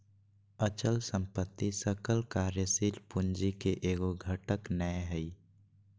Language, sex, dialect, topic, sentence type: Magahi, male, Southern, banking, statement